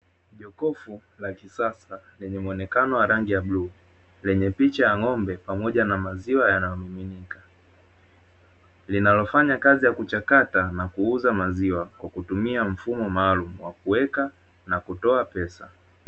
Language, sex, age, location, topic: Swahili, male, 25-35, Dar es Salaam, finance